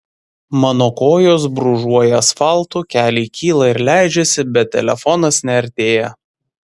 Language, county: Lithuanian, Vilnius